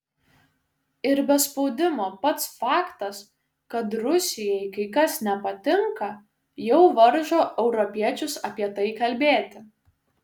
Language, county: Lithuanian, Šiauliai